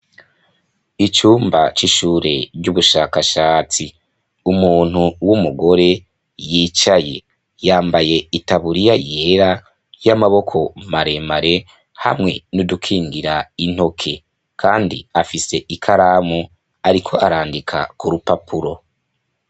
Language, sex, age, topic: Rundi, male, 25-35, education